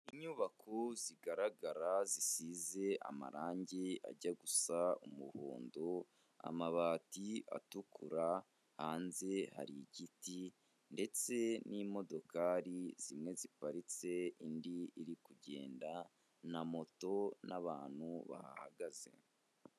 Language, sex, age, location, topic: Kinyarwanda, male, 25-35, Kigali, health